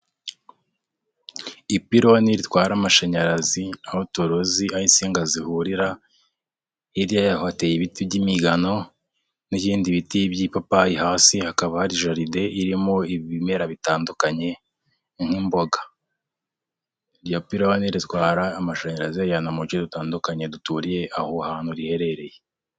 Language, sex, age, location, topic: Kinyarwanda, male, 25-35, Huye, government